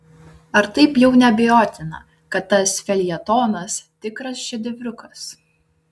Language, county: Lithuanian, Vilnius